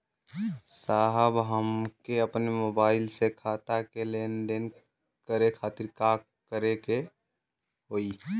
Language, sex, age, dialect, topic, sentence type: Bhojpuri, male, 18-24, Western, banking, question